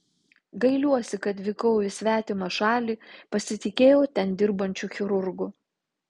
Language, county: Lithuanian, Telšiai